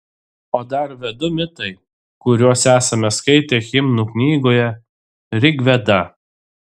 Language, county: Lithuanian, Telšiai